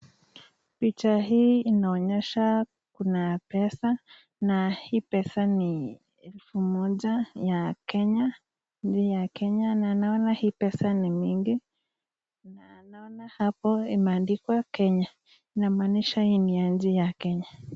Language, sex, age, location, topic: Swahili, female, 50+, Nakuru, finance